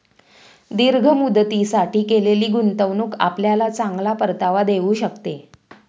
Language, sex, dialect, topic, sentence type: Marathi, female, Standard Marathi, banking, statement